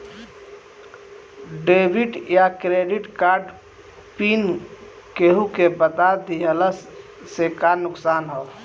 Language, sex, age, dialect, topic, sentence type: Bhojpuri, male, 31-35, Southern / Standard, banking, question